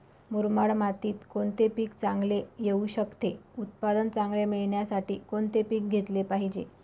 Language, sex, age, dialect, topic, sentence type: Marathi, female, 25-30, Northern Konkan, agriculture, question